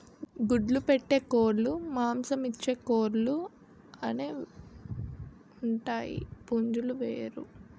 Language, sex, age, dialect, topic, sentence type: Telugu, female, 18-24, Utterandhra, agriculture, statement